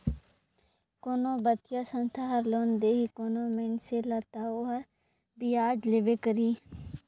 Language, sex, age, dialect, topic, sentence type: Chhattisgarhi, male, 56-60, Northern/Bhandar, banking, statement